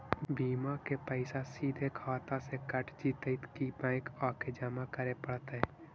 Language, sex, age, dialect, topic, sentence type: Magahi, male, 56-60, Central/Standard, banking, question